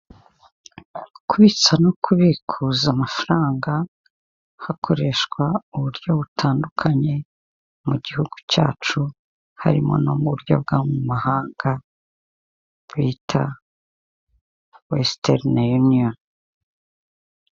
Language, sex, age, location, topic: Kinyarwanda, female, 50+, Kigali, finance